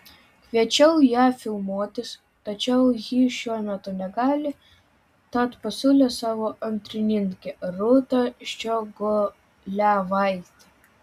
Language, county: Lithuanian, Vilnius